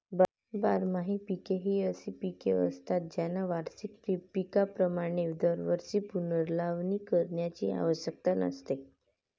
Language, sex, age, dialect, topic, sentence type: Marathi, female, 18-24, Varhadi, agriculture, statement